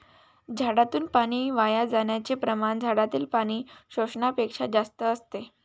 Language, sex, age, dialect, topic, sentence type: Marathi, female, 18-24, Varhadi, agriculture, statement